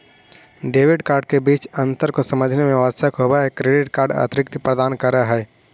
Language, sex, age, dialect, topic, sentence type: Magahi, male, 25-30, Central/Standard, banking, question